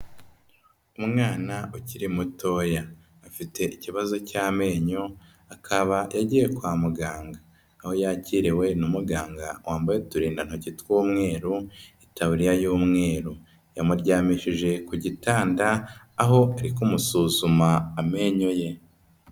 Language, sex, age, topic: Kinyarwanda, female, 18-24, health